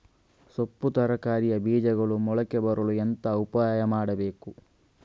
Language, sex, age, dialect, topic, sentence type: Kannada, male, 31-35, Coastal/Dakshin, agriculture, question